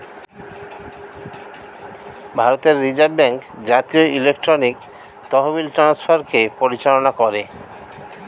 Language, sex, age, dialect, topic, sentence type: Bengali, male, 36-40, Standard Colloquial, banking, statement